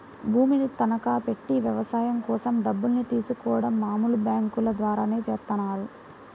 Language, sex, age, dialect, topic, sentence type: Telugu, female, 18-24, Central/Coastal, banking, statement